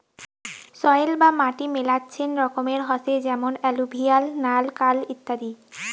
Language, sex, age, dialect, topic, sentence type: Bengali, female, 18-24, Rajbangshi, agriculture, statement